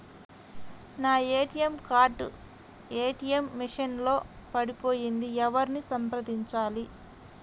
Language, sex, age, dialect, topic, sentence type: Telugu, female, 25-30, Central/Coastal, banking, question